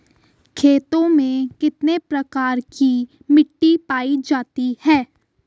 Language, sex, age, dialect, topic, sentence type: Hindi, female, 18-24, Hindustani Malvi Khadi Boli, agriculture, question